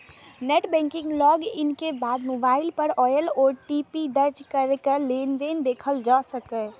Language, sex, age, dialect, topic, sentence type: Maithili, female, 31-35, Eastern / Thethi, banking, statement